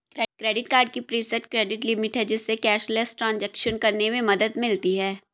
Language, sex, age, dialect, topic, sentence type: Hindi, female, 18-24, Marwari Dhudhari, banking, statement